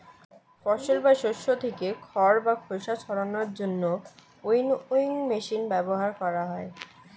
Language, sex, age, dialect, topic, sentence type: Bengali, female, 18-24, Standard Colloquial, agriculture, statement